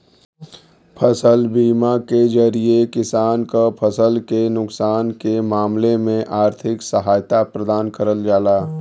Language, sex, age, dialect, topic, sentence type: Bhojpuri, male, 36-40, Western, banking, statement